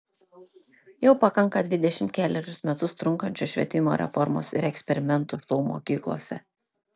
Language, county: Lithuanian, Šiauliai